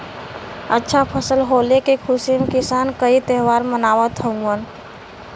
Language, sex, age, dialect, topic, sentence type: Bhojpuri, female, 18-24, Western, agriculture, statement